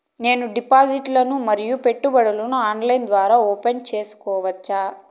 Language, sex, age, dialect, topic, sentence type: Telugu, female, 31-35, Southern, banking, question